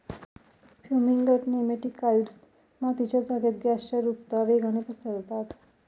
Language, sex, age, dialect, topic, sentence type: Marathi, female, 25-30, Northern Konkan, agriculture, statement